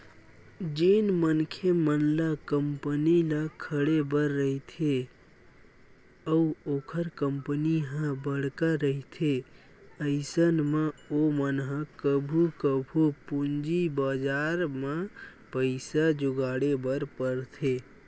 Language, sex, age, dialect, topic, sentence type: Chhattisgarhi, male, 18-24, Western/Budati/Khatahi, banking, statement